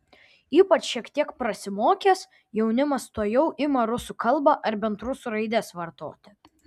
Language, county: Lithuanian, Vilnius